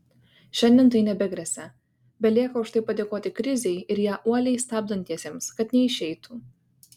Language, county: Lithuanian, Kaunas